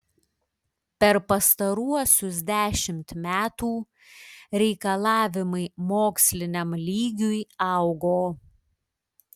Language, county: Lithuanian, Klaipėda